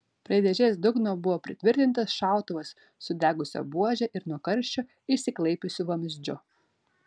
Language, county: Lithuanian, Vilnius